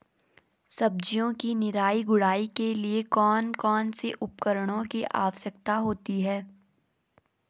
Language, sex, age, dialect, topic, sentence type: Hindi, female, 18-24, Garhwali, agriculture, question